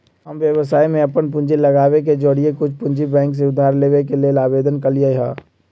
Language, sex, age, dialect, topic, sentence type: Magahi, male, 18-24, Western, banking, statement